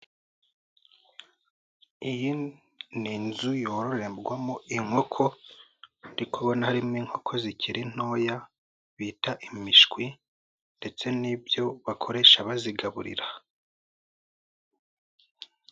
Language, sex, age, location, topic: Kinyarwanda, male, 18-24, Nyagatare, agriculture